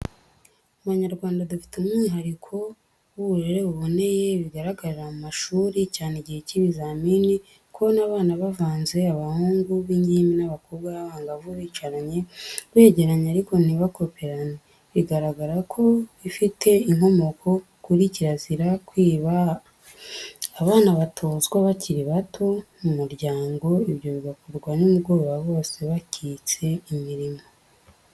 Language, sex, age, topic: Kinyarwanda, female, 18-24, education